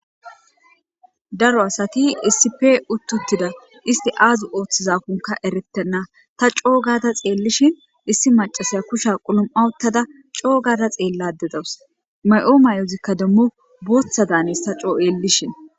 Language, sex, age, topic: Gamo, female, 25-35, government